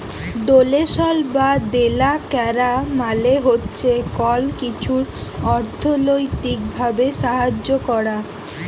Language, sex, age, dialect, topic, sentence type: Bengali, female, 18-24, Jharkhandi, banking, statement